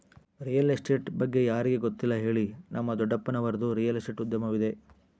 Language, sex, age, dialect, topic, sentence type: Kannada, male, 60-100, Central, banking, statement